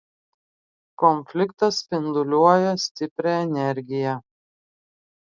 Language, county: Lithuanian, Klaipėda